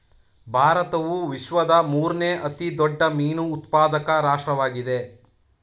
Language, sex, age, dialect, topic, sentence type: Kannada, male, 31-35, Mysore Kannada, agriculture, statement